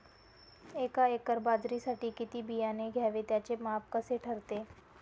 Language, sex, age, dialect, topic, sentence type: Marathi, female, 18-24, Northern Konkan, agriculture, question